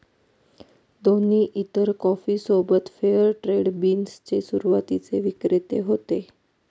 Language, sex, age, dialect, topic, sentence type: Marathi, female, 31-35, Northern Konkan, banking, statement